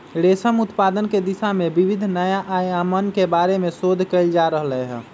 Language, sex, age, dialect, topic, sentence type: Magahi, male, 25-30, Western, agriculture, statement